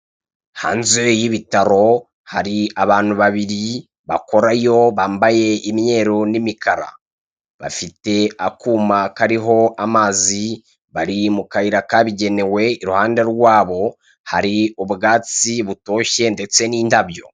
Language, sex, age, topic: Kinyarwanda, male, 36-49, government